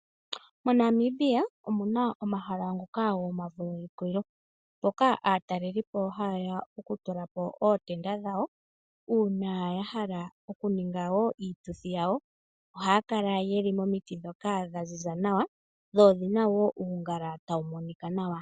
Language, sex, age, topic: Oshiwambo, female, 18-24, agriculture